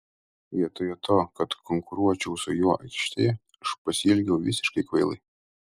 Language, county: Lithuanian, Utena